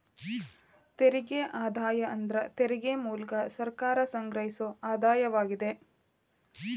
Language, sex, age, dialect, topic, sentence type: Kannada, female, 31-35, Dharwad Kannada, banking, statement